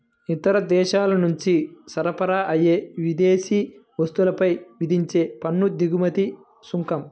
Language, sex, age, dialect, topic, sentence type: Telugu, male, 25-30, Central/Coastal, banking, statement